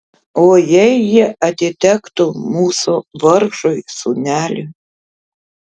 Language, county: Lithuanian, Tauragė